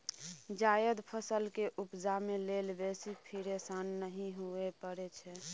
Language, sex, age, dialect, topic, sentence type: Maithili, female, 18-24, Bajjika, agriculture, statement